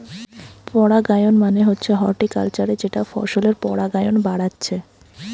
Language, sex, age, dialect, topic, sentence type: Bengali, female, 18-24, Western, agriculture, statement